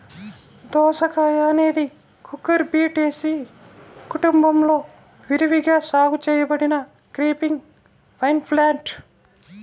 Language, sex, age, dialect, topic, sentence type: Telugu, female, 25-30, Central/Coastal, agriculture, statement